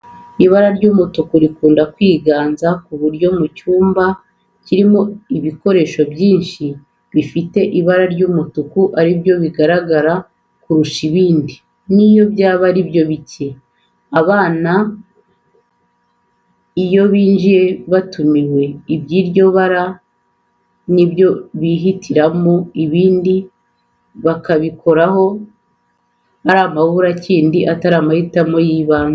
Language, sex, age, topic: Kinyarwanda, female, 36-49, education